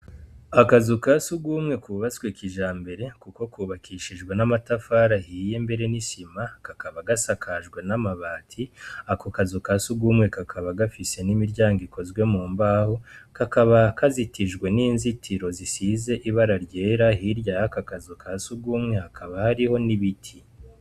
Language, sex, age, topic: Rundi, male, 25-35, education